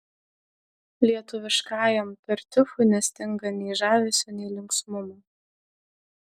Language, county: Lithuanian, Utena